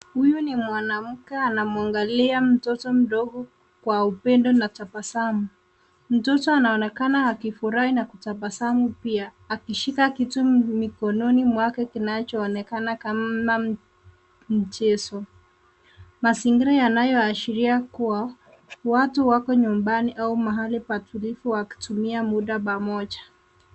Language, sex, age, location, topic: Swahili, female, 18-24, Nairobi, education